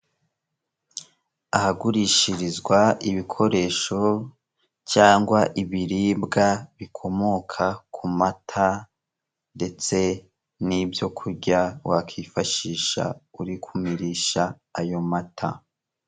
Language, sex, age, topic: Kinyarwanda, male, 18-24, finance